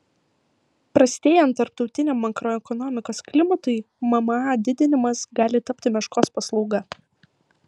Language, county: Lithuanian, Vilnius